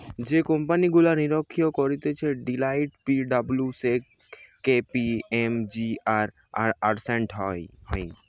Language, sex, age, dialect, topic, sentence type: Bengali, male, 18-24, Western, banking, statement